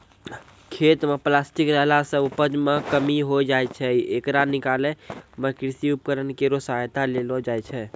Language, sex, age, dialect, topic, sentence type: Maithili, male, 18-24, Angika, agriculture, statement